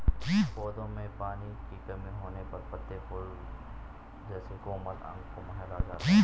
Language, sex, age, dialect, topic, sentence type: Hindi, male, 18-24, Garhwali, agriculture, statement